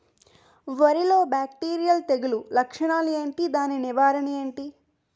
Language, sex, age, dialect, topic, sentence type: Telugu, female, 18-24, Utterandhra, agriculture, question